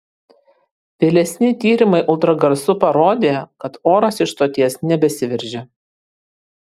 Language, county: Lithuanian, Kaunas